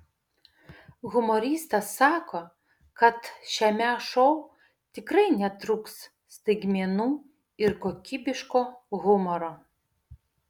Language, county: Lithuanian, Vilnius